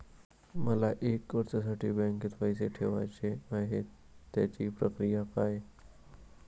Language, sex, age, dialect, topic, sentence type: Marathi, male, 18-24, Standard Marathi, banking, question